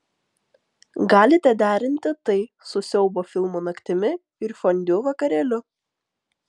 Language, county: Lithuanian, Vilnius